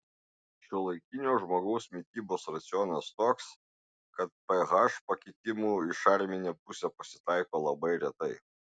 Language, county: Lithuanian, Marijampolė